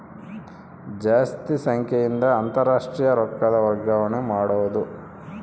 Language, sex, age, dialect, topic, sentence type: Kannada, male, 31-35, Central, banking, statement